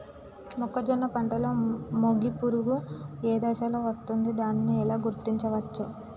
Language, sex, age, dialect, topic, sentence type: Telugu, female, 18-24, Telangana, agriculture, question